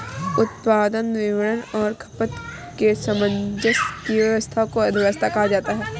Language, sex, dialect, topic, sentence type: Hindi, female, Kanauji Braj Bhasha, banking, statement